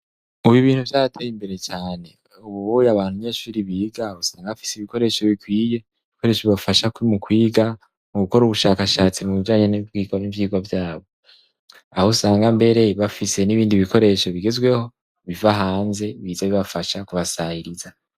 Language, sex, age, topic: Rundi, male, 18-24, education